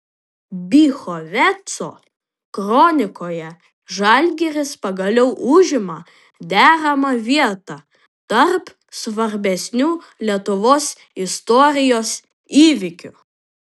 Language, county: Lithuanian, Panevėžys